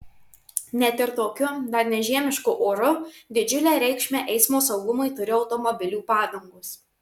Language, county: Lithuanian, Marijampolė